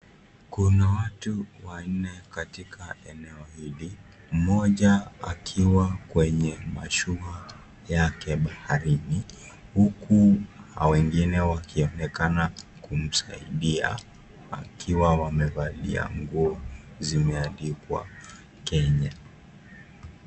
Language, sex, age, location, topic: Swahili, male, 18-24, Kisii, education